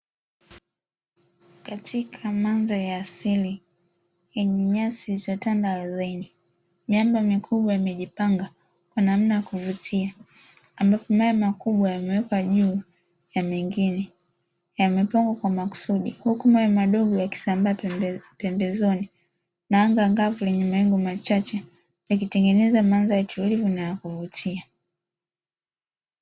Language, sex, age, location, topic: Swahili, female, 25-35, Dar es Salaam, agriculture